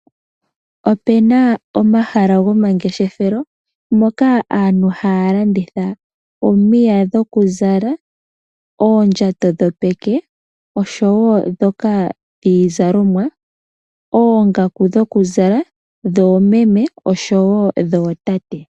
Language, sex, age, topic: Oshiwambo, female, 18-24, finance